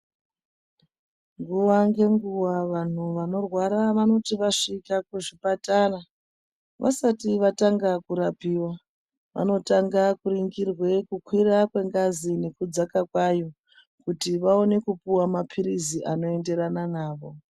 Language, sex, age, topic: Ndau, female, 36-49, health